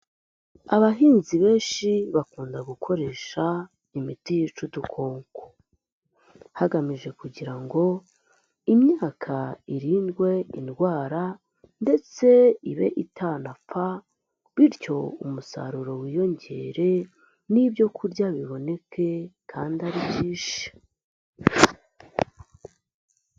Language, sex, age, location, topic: Kinyarwanda, female, 18-24, Nyagatare, agriculture